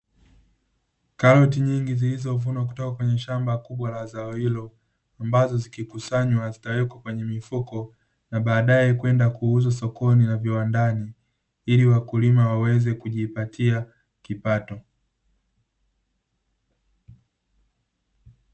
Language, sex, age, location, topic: Swahili, male, 25-35, Dar es Salaam, agriculture